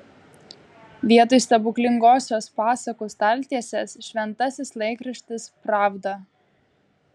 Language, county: Lithuanian, Klaipėda